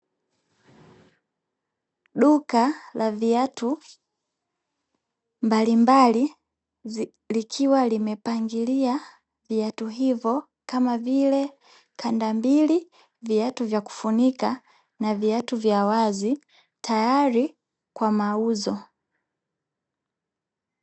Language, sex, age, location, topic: Swahili, female, 18-24, Dar es Salaam, finance